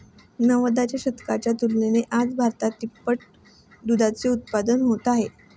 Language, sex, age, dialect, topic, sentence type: Marathi, female, 18-24, Standard Marathi, agriculture, statement